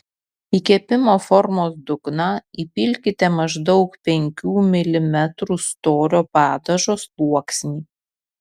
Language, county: Lithuanian, Kaunas